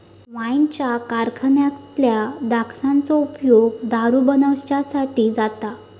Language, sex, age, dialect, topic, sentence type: Marathi, female, 31-35, Southern Konkan, agriculture, statement